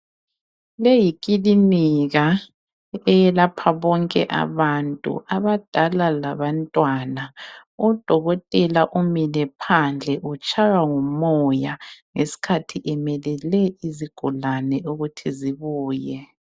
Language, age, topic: North Ndebele, 36-49, health